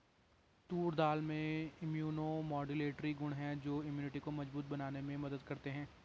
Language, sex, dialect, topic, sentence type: Hindi, male, Garhwali, agriculture, statement